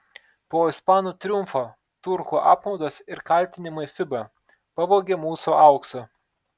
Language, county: Lithuanian, Telšiai